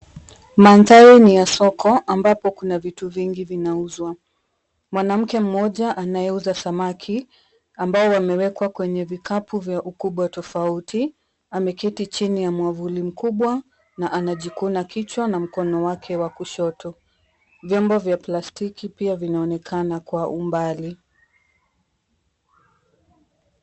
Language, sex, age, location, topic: Swahili, female, 25-35, Mombasa, agriculture